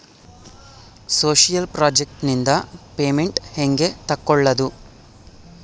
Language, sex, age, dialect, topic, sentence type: Kannada, male, 25-30, Central, banking, question